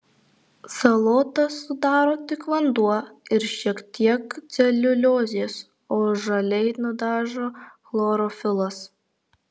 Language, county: Lithuanian, Alytus